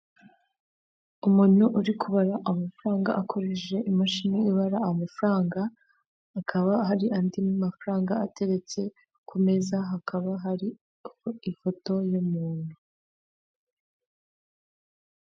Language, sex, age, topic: Kinyarwanda, female, 18-24, finance